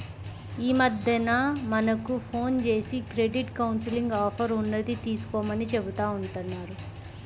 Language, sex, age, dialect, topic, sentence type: Telugu, male, 25-30, Central/Coastal, banking, statement